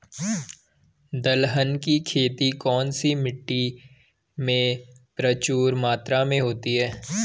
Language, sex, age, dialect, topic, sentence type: Hindi, male, 18-24, Garhwali, agriculture, question